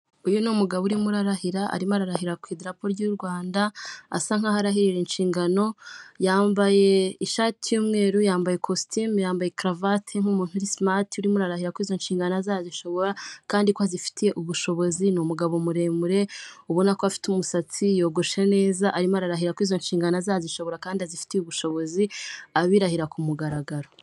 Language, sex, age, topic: Kinyarwanda, female, 18-24, government